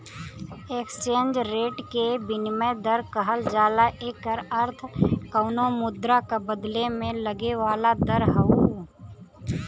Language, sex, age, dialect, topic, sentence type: Bhojpuri, female, 31-35, Western, banking, statement